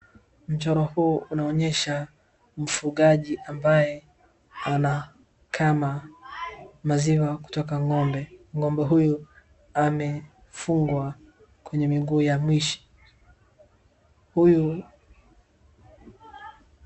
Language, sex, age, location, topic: Swahili, male, 18-24, Wajir, agriculture